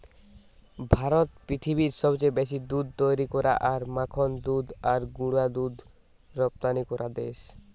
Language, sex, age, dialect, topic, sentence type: Bengali, male, 18-24, Western, agriculture, statement